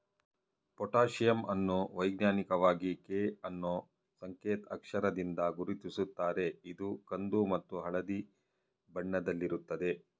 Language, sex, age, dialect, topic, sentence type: Kannada, male, 46-50, Mysore Kannada, agriculture, statement